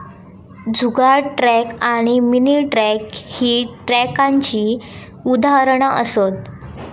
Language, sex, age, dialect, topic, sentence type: Marathi, female, 18-24, Southern Konkan, agriculture, statement